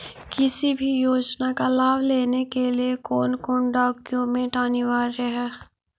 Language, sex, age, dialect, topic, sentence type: Magahi, female, 56-60, Central/Standard, banking, question